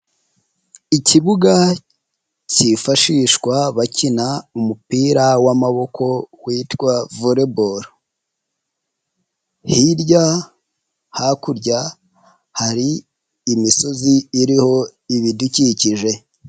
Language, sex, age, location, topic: Kinyarwanda, female, 18-24, Nyagatare, education